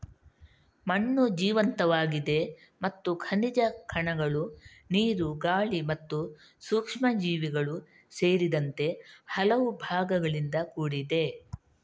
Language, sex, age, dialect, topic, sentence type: Kannada, female, 31-35, Coastal/Dakshin, agriculture, statement